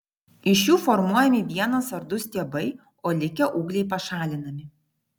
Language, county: Lithuanian, Vilnius